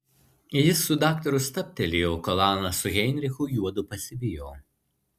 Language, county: Lithuanian, Marijampolė